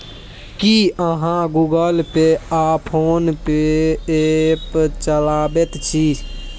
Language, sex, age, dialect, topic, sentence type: Maithili, male, 18-24, Bajjika, banking, statement